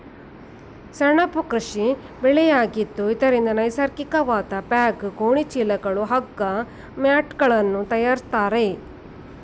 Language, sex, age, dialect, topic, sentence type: Kannada, female, 41-45, Mysore Kannada, agriculture, statement